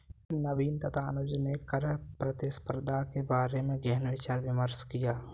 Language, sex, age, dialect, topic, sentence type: Hindi, male, 18-24, Kanauji Braj Bhasha, banking, statement